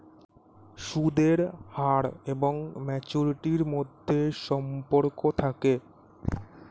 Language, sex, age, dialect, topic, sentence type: Bengali, male, 18-24, Standard Colloquial, banking, statement